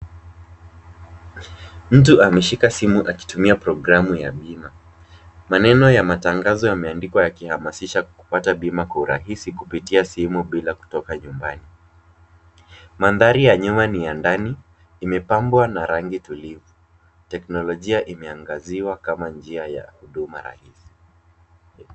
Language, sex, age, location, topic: Swahili, male, 25-35, Kisumu, finance